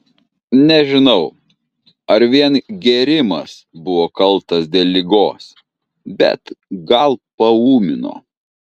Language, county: Lithuanian, Kaunas